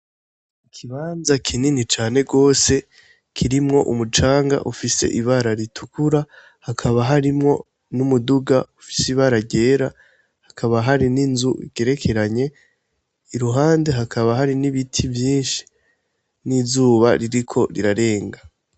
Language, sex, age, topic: Rundi, female, 18-24, education